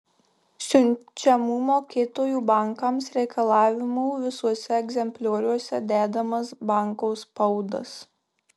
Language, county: Lithuanian, Marijampolė